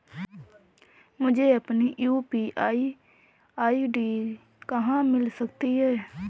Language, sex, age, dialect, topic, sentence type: Hindi, female, 31-35, Marwari Dhudhari, banking, question